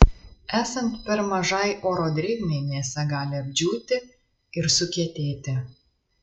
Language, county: Lithuanian, Marijampolė